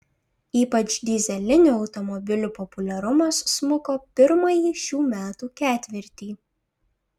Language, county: Lithuanian, Šiauliai